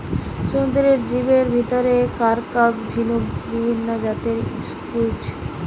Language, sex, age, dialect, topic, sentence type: Bengali, female, 18-24, Western, agriculture, statement